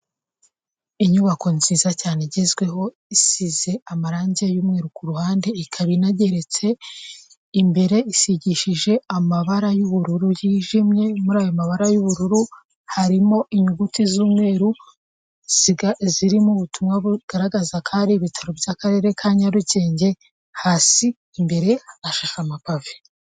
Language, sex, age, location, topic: Kinyarwanda, female, 25-35, Kigali, health